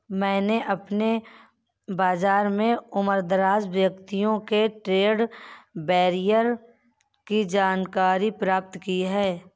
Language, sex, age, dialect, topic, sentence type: Hindi, male, 31-35, Kanauji Braj Bhasha, banking, statement